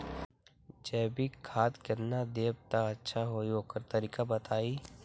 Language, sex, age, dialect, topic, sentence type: Magahi, male, 18-24, Western, agriculture, question